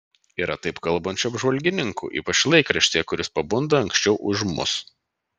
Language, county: Lithuanian, Vilnius